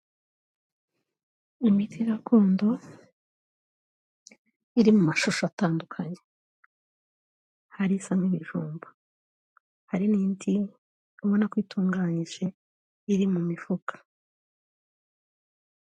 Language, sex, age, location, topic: Kinyarwanda, female, 36-49, Kigali, health